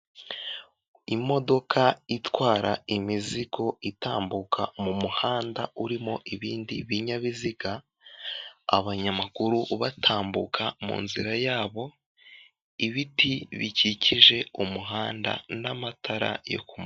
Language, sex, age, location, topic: Kinyarwanda, male, 18-24, Kigali, government